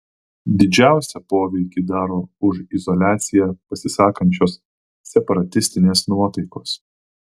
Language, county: Lithuanian, Vilnius